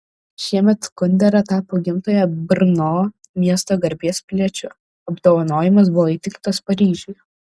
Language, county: Lithuanian, Šiauliai